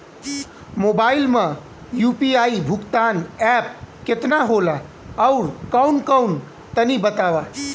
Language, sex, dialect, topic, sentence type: Bhojpuri, male, Southern / Standard, banking, question